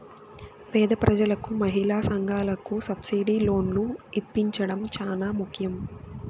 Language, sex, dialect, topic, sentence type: Telugu, female, Southern, banking, statement